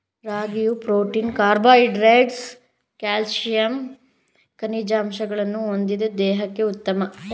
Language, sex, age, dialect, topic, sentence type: Kannada, male, 25-30, Mysore Kannada, agriculture, statement